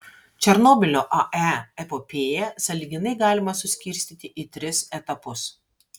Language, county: Lithuanian, Vilnius